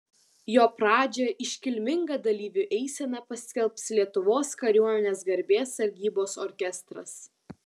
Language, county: Lithuanian, Vilnius